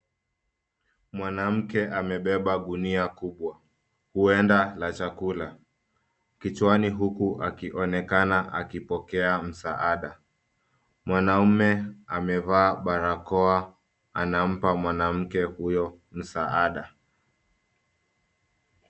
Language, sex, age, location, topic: Swahili, male, 25-35, Nairobi, health